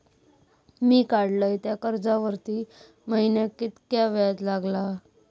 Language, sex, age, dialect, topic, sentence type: Marathi, female, 31-35, Southern Konkan, banking, question